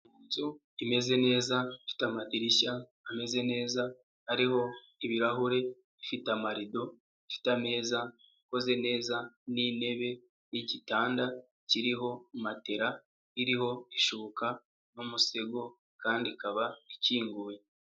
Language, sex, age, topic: Kinyarwanda, male, 25-35, finance